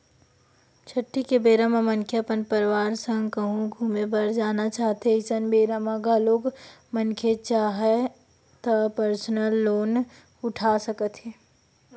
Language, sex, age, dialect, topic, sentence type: Chhattisgarhi, female, 18-24, Western/Budati/Khatahi, banking, statement